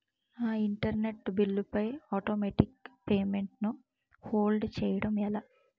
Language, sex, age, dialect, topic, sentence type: Telugu, female, 18-24, Utterandhra, banking, question